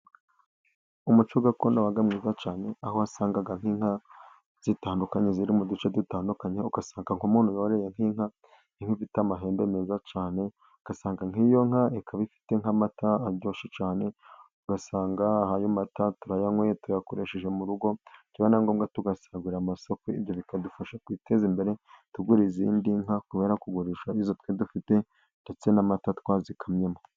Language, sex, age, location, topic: Kinyarwanda, male, 25-35, Burera, government